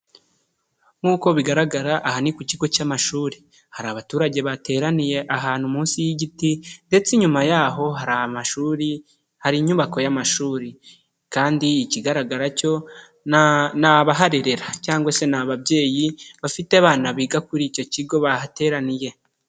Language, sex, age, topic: Kinyarwanda, male, 25-35, government